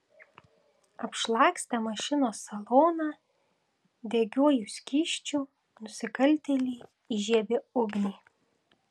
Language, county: Lithuanian, Tauragė